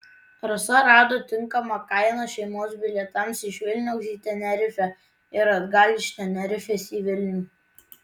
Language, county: Lithuanian, Tauragė